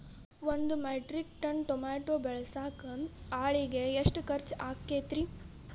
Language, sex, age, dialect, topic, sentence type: Kannada, female, 18-24, Dharwad Kannada, agriculture, question